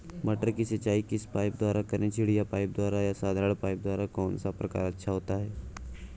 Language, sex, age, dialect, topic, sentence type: Hindi, male, 18-24, Awadhi Bundeli, agriculture, question